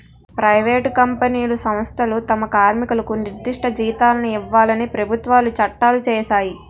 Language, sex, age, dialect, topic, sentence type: Telugu, female, 18-24, Utterandhra, banking, statement